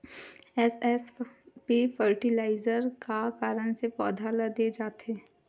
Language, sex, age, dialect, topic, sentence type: Chhattisgarhi, female, 31-35, Western/Budati/Khatahi, agriculture, question